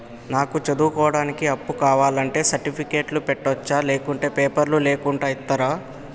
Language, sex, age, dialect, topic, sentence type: Telugu, male, 18-24, Telangana, banking, question